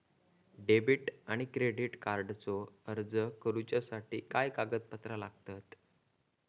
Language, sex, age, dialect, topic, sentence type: Marathi, female, 41-45, Southern Konkan, banking, question